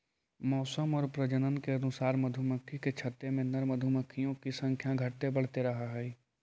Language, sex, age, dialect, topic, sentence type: Magahi, male, 18-24, Central/Standard, agriculture, statement